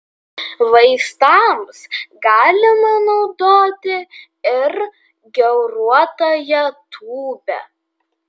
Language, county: Lithuanian, Vilnius